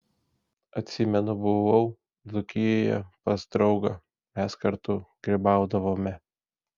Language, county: Lithuanian, Šiauliai